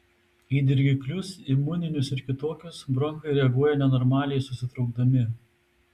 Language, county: Lithuanian, Tauragė